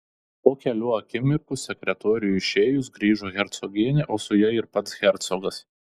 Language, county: Lithuanian, Telšiai